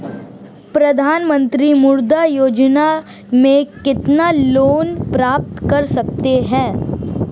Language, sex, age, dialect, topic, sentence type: Hindi, male, 18-24, Marwari Dhudhari, banking, question